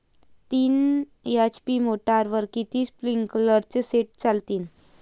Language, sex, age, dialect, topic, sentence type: Marathi, female, 25-30, Varhadi, agriculture, question